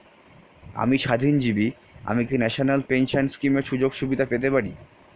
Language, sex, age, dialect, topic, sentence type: Bengali, male, 31-35, Standard Colloquial, banking, question